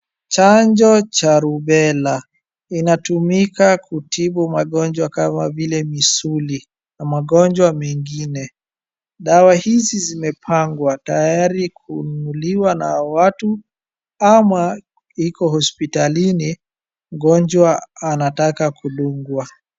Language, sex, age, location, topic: Swahili, male, 18-24, Wajir, health